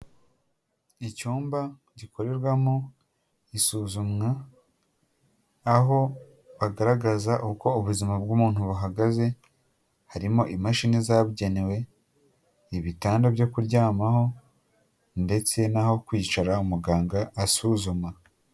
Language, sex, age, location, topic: Kinyarwanda, male, 18-24, Huye, health